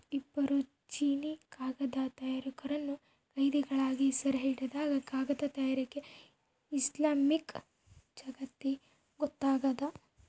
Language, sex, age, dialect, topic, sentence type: Kannada, female, 18-24, Central, agriculture, statement